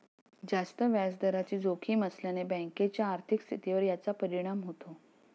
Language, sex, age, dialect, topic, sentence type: Marathi, female, 41-45, Standard Marathi, banking, statement